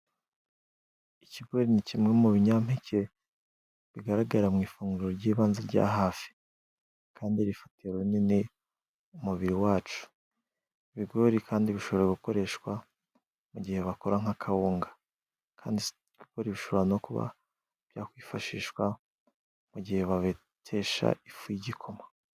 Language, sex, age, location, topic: Kinyarwanda, male, 18-24, Musanze, agriculture